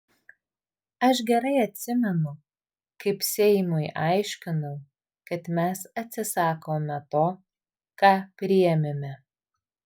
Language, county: Lithuanian, Vilnius